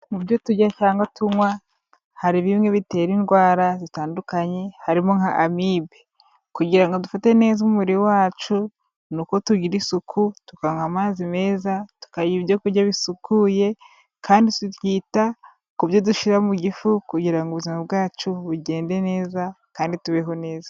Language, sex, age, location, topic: Kinyarwanda, female, 25-35, Kigali, health